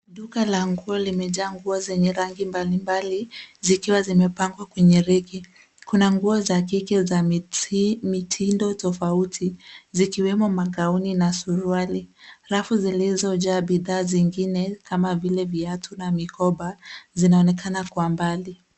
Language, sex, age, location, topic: Swahili, female, 25-35, Nairobi, finance